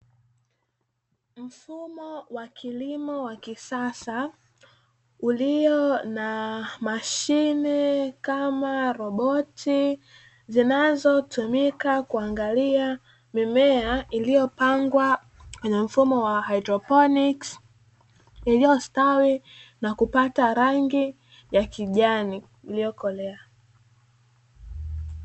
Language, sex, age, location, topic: Swahili, female, 18-24, Dar es Salaam, agriculture